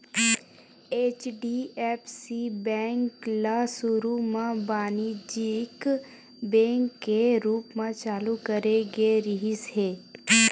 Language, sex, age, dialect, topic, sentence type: Chhattisgarhi, female, 18-24, Western/Budati/Khatahi, banking, statement